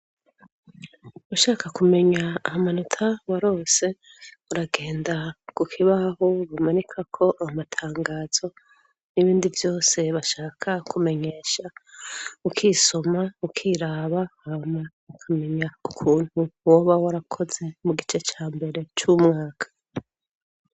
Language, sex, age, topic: Rundi, female, 25-35, education